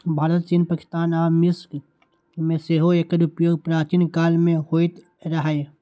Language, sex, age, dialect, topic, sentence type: Maithili, male, 18-24, Eastern / Thethi, agriculture, statement